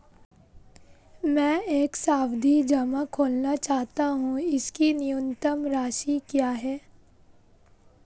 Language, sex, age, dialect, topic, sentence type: Hindi, female, 18-24, Marwari Dhudhari, banking, question